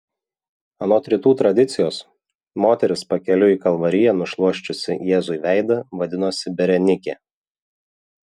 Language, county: Lithuanian, Vilnius